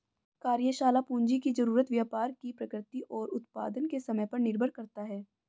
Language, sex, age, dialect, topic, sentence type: Hindi, female, 25-30, Hindustani Malvi Khadi Boli, banking, statement